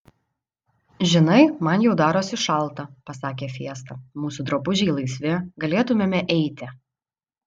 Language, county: Lithuanian, Vilnius